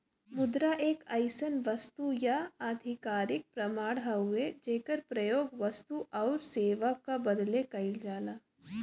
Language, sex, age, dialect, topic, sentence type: Bhojpuri, female, 18-24, Western, banking, statement